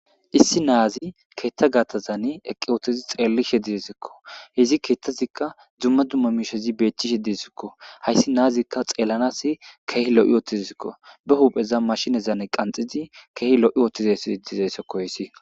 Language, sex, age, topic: Gamo, male, 25-35, government